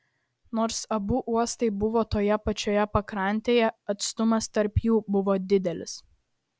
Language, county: Lithuanian, Vilnius